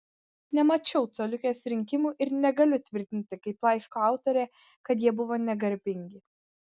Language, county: Lithuanian, Vilnius